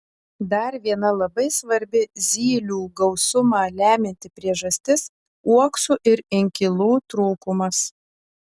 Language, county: Lithuanian, Telšiai